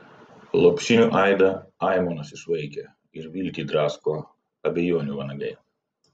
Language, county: Lithuanian, Vilnius